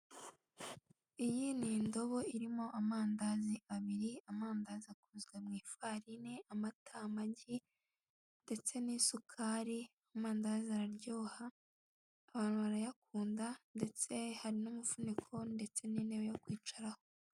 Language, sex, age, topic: Kinyarwanda, female, 18-24, finance